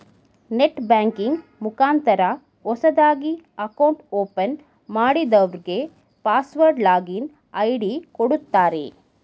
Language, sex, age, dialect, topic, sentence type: Kannada, female, 31-35, Mysore Kannada, banking, statement